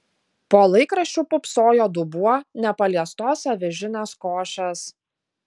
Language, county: Lithuanian, Utena